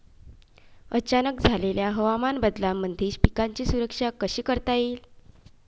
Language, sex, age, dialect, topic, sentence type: Marathi, female, 25-30, Varhadi, agriculture, question